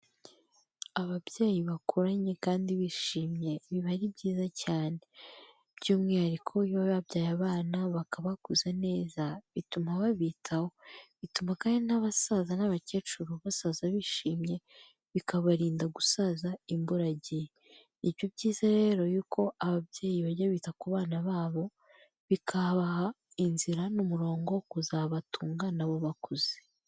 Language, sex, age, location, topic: Kinyarwanda, female, 25-35, Kigali, health